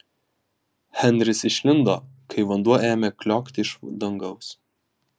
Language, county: Lithuanian, Vilnius